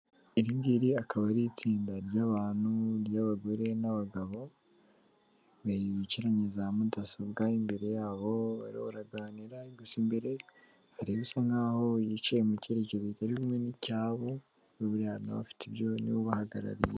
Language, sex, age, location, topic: Kinyarwanda, female, 18-24, Kigali, government